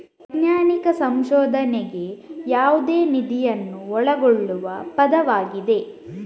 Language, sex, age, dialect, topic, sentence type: Kannada, female, 18-24, Coastal/Dakshin, banking, statement